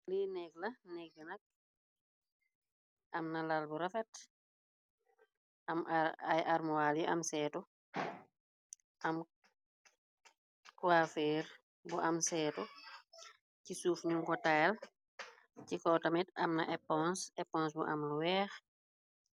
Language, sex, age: Wolof, female, 25-35